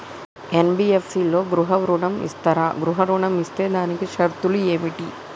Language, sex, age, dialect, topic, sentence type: Telugu, female, 25-30, Telangana, banking, question